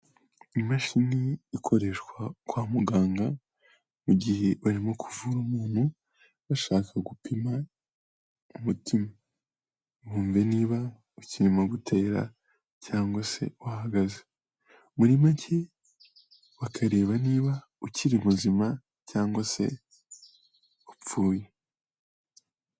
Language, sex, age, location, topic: Kinyarwanda, male, 18-24, Kigali, health